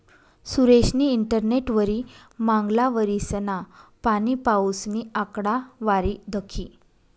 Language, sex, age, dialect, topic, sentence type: Marathi, female, 25-30, Northern Konkan, banking, statement